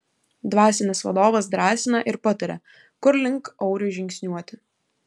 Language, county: Lithuanian, Kaunas